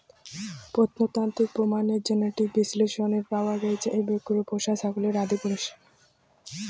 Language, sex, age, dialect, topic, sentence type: Bengali, female, <18, Rajbangshi, agriculture, statement